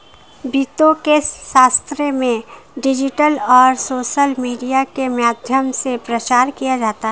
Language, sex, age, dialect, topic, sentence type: Hindi, female, 25-30, Marwari Dhudhari, banking, statement